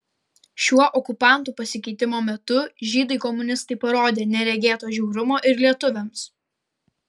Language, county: Lithuanian, Kaunas